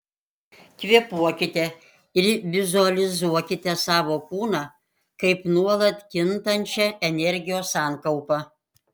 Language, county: Lithuanian, Panevėžys